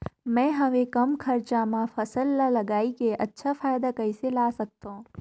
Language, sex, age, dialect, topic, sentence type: Chhattisgarhi, female, 31-35, Northern/Bhandar, agriculture, question